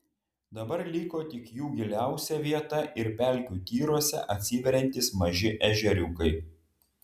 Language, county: Lithuanian, Vilnius